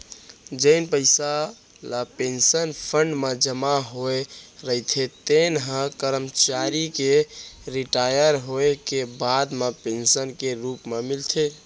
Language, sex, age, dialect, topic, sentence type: Chhattisgarhi, male, 18-24, Central, banking, statement